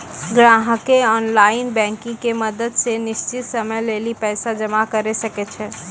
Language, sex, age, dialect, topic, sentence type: Maithili, female, 18-24, Angika, banking, statement